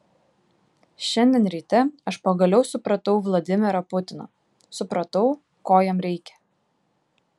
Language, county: Lithuanian, Klaipėda